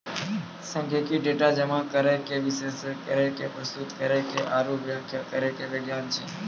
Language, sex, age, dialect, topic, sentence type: Maithili, male, 25-30, Angika, banking, statement